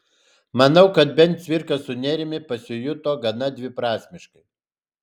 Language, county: Lithuanian, Alytus